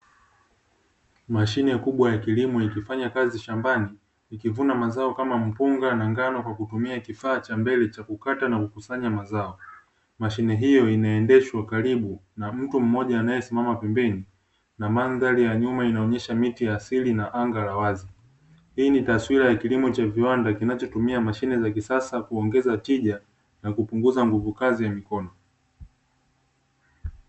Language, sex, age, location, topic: Swahili, male, 18-24, Dar es Salaam, agriculture